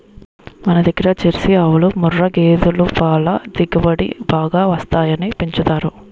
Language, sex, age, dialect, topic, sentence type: Telugu, female, 25-30, Utterandhra, agriculture, statement